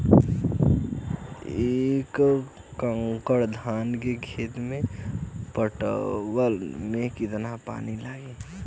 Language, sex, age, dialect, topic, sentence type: Bhojpuri, male, 18-24, Western, agriculture, question